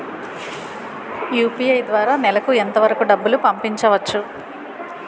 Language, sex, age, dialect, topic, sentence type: Telugu, female, 41-45, Utterandhra, banking, question